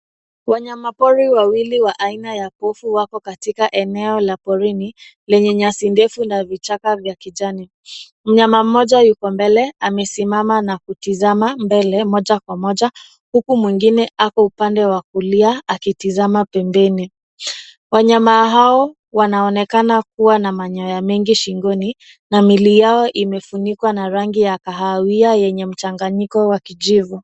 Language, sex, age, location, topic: Swahili, female, 25-35, Nairobi, government